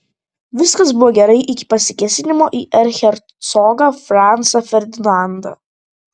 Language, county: Lithuanian, Vilnius